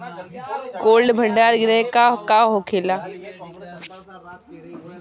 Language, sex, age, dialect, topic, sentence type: Bhojpuri, female, 18-24, Western, agriculture, question